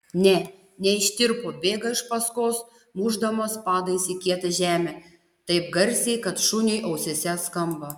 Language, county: Lithuanian, Panevėžys